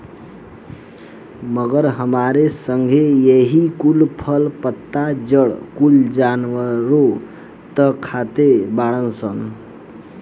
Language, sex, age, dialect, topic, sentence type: Bhojpuri, male, 18-24, Southern / Standard, agriculture, statement